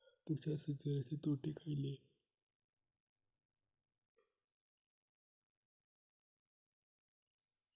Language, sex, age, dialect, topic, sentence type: Marathi, female, 18-24, Southern Konkan, agriculture, question